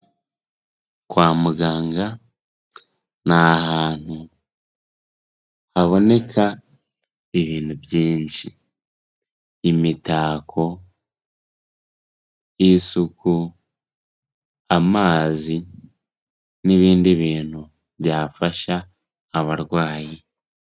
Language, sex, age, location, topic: Kinyarwanda, female, 18-24, Kigali, health